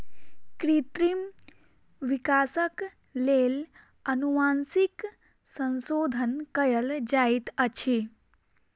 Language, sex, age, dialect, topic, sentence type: Maithili, female, 18-24, Southern/Standard, agriculture, statement